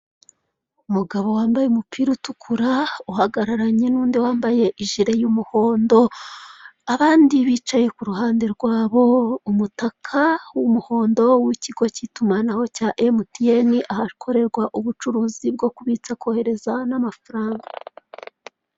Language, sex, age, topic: Kinyarwanda, female, 36-49, finance